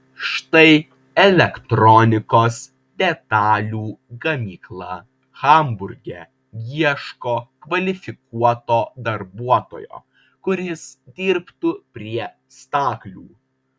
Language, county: Lithuanian, Vilnius